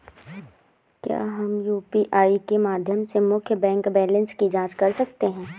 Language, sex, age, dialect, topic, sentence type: Hindi, female, 18-24, Awadhi Bundeli, banking, question